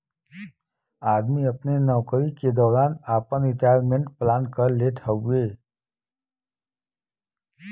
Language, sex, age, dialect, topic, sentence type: Bhojpuri, male, 41-45, Western, banking, statement